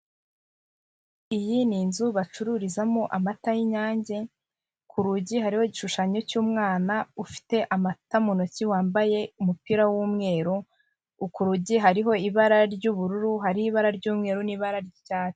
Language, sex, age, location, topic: Kinyarwanda, female, 25-35, Kigali, finance